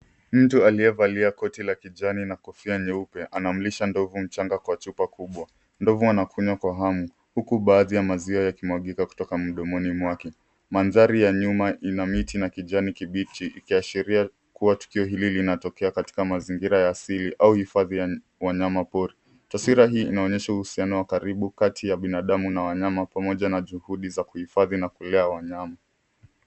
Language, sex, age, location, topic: Swahili, male, 18-24, Nairobi, government